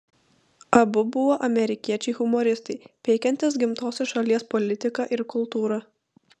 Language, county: Lithuanian, Vilnius